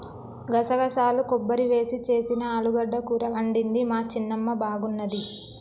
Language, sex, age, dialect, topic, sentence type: Telugu, female, 18-24, Telangana, agriculture, statement